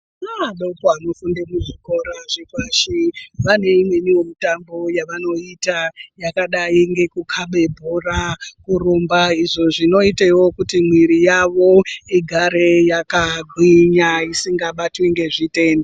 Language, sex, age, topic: Ndau, male, 36-49, health